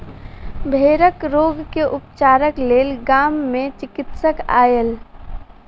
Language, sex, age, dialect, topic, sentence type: Maithili, female, 18-24, Southern/Standard, agriculture, statement